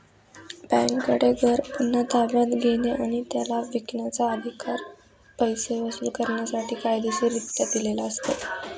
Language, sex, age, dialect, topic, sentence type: Marathi, female, 18-24, Northern Konkan, banking, statement